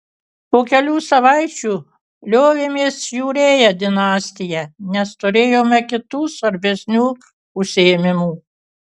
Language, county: Lithuanian, Kaunas